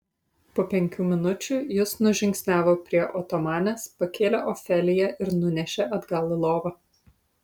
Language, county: Lithuanian, Utena